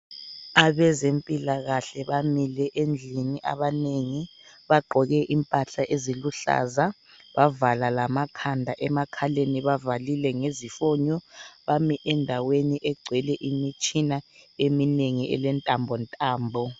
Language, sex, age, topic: North Ndebele, female, 25-35, health